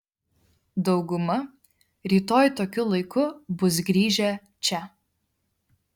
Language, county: Lithuanian, Vilnius